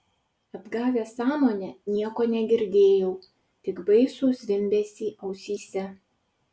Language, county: Lithuanian, Utena